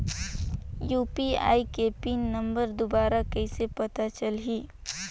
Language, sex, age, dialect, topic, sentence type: Chhattisgarhi, female, 18-24, Northern/Bhandar, banking, question